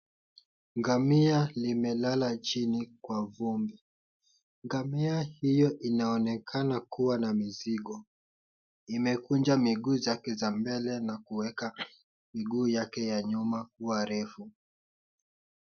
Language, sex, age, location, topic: Swahili, male, 18-24, Kisumu, health